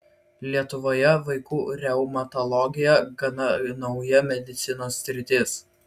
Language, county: Lithuanian, Vilnius